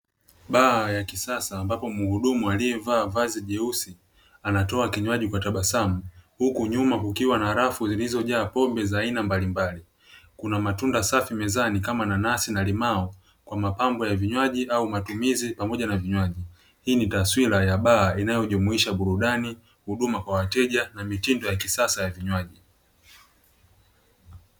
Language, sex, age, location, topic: Swahili, male, 25-35, Dar es Salaam, finance